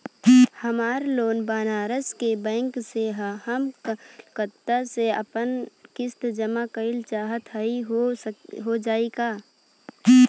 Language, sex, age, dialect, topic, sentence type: Bhojpuri, female, 18-24, Western, banking, question